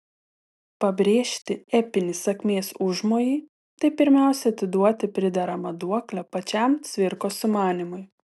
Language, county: Lithuanian, Telšiai